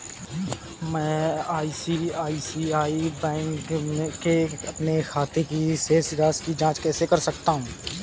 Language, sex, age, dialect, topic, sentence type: Hindi, male, 25-30, Awadhi Bundeli, banking, question